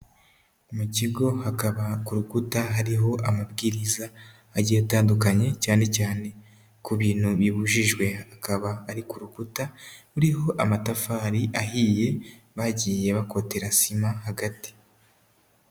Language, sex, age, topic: Kinyarwanda, female, 18-24, education